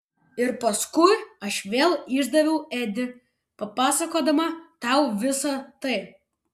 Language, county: Lithuanian, Vilnius